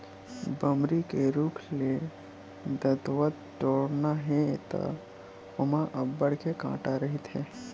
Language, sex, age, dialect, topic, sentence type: Chhattisgarhi, male, 25-30, Western/Budati/Khatahi, agriculture, statement